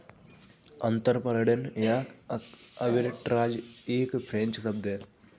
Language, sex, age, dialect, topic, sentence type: Hindi, male, 25-30, Kanauji Braj Bhasha, banking, statement